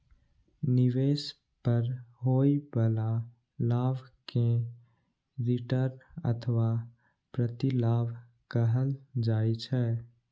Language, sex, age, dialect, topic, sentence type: Maithili, male, 18-24, Eastern / Thethi, banking, statement